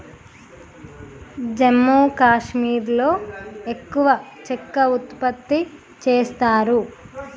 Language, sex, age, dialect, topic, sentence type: Telugu, female, 31-35, Telangana, agriculture, statement